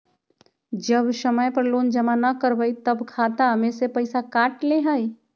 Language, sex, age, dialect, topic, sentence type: Magahi, female, 36-40, Western, banking, question